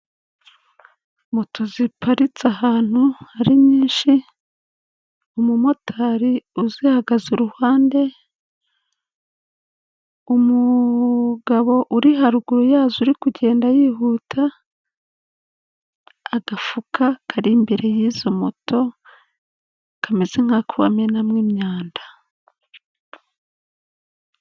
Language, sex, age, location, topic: Kinyarwanda, female, 36-49, Kigali, government